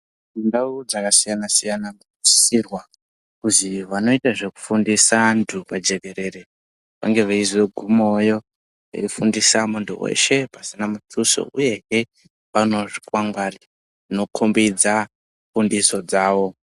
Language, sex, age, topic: Ndau, male, 50+, health